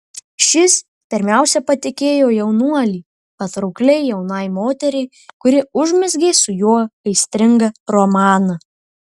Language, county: Lithuanian, Marijampolė